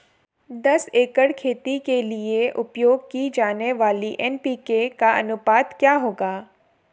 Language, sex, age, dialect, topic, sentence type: Hindi, female, 18-24, Marwari Dhudhari, agriculture, question